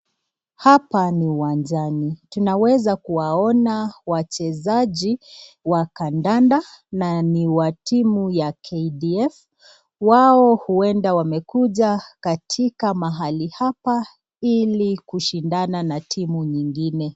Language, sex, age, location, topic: Swahili, female, 25-35, Nakuru, government